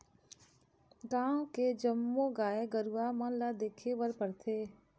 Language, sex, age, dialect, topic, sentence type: Chhattisgarhi, female, 25-30, Eastern, agriculture, statement